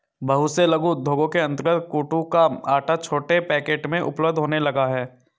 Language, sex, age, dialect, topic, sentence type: Hindi, male, 25-30, Hindustani Malvi Khadi Boli, agriculture, statement